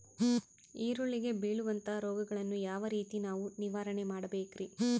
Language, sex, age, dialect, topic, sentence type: Kannada, female, 31-35, Central, agriculture, question